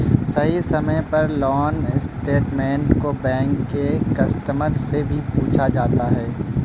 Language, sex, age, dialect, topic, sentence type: Magahi, male, 25-30, Northeastern/Surjapuri, banking, statement